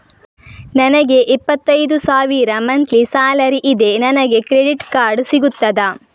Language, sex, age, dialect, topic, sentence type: Kannada, female, 36-40, Coastal/Dakshin, banking, question